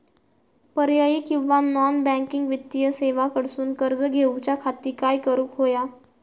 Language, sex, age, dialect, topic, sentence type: Marathi, female, 18-24, Southern Konkan, banking, question